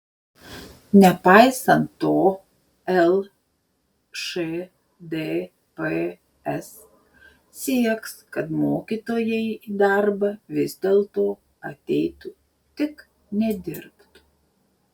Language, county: Lithuanian, Šiauliai